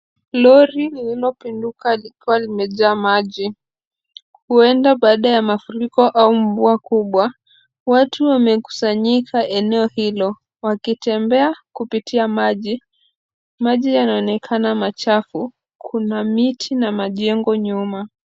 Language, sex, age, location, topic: Swahili, female, 25-35, Kisumu, health